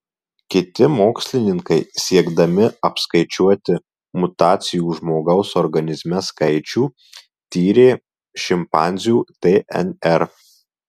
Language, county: Lithuanian, Marijampolė